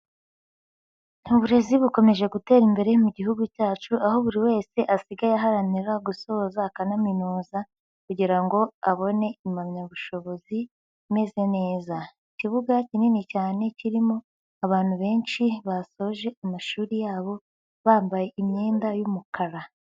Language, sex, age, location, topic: Kinyarwanda, female, 50+, Nyagatare, education